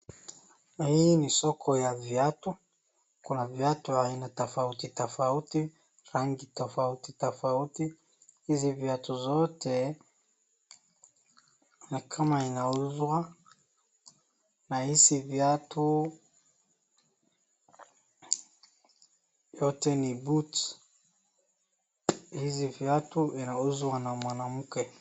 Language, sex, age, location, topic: Swahili, male, 18-24, Wajir, finance